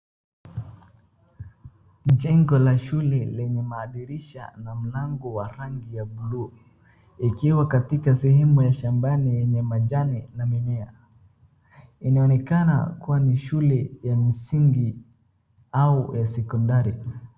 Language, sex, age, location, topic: Swahili, male, 36-49, Wajir, education